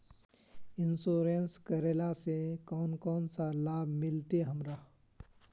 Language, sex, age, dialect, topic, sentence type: Magahi, male, 25-30, Northeastern/Surjapuri, banking, question